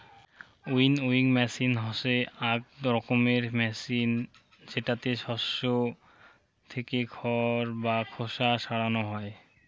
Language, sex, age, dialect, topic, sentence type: Bengali, male, 18-24, Rajbangshi, agriculture, statement